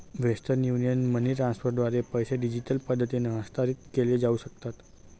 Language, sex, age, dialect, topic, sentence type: Marathi, male, 18-24, Standard Marathi, banking, statement